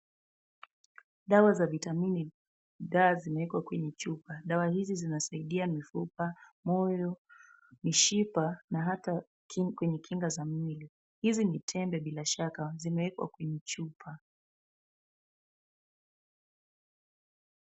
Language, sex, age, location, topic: Swahili, female, 18-24, Kisumu, health